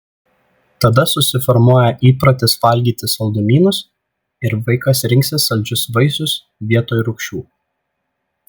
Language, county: Lithuanian, Vilnius